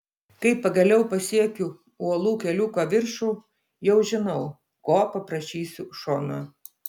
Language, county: Lithuanian, Utena